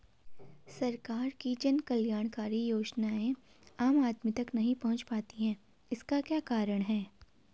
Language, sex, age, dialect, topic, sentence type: Hindi, female, 18-24, Garhwali, banking, question